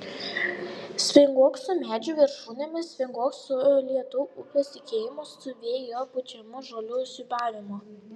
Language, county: Lithuanian, Panevėžys